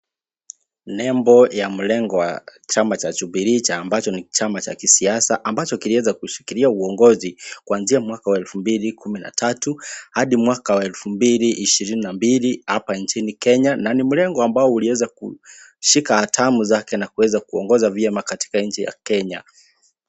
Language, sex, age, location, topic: Swahili, male, 25-35, Kisii, government